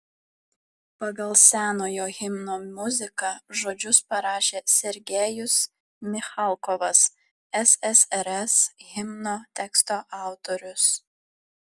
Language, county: Lithuanian, Vilnius